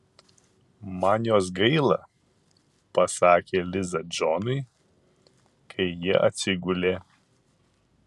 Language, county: Lithuanian, Kaunas